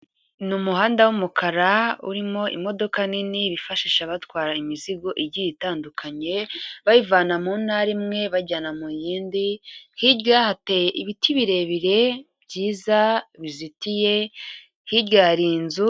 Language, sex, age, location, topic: Kinyarwanda, female, 36-49, Kigali, government